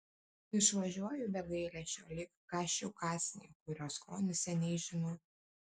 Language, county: Lithuanian, Kaunas